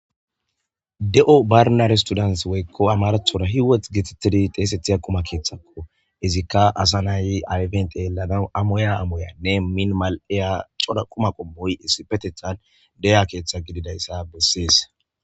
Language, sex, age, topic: Gamo, male, 25-35, government